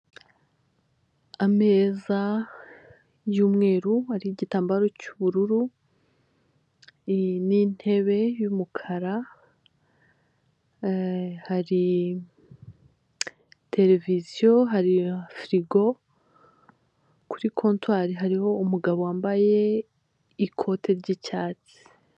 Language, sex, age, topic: Kinyarwanda, female, 25-35, finance